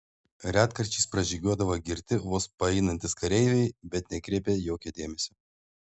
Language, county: Lithuanian, Panevėžys